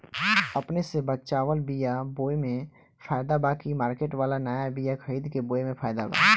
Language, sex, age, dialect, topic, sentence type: Bhojpuri, male, 18-24, Southern / Standard, agriculture, question